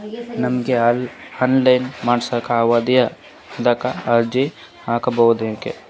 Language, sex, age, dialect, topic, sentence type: Kannada, male, 18-24, Northeastern, banking, question